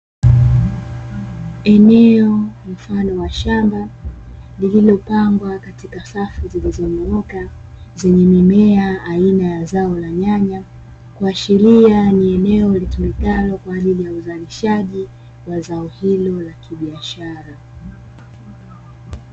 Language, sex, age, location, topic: Swahili, female, 18-24, Dar es Salaam, agriculture